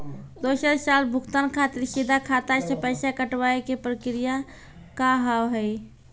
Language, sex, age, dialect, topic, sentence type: Maithili, female, 18-24, Angika, banking, question